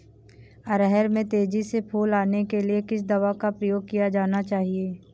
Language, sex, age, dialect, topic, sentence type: Hindi, female, 18-24, Awadhi Bundeli, agriculture, question